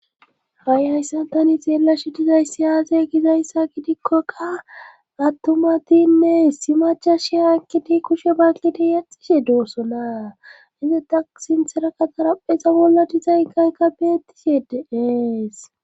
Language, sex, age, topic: Gamo, female, 18-24, government